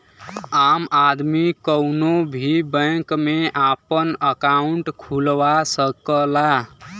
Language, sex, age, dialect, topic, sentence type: Bhojpuri, male, 18-24, Western, banking, statement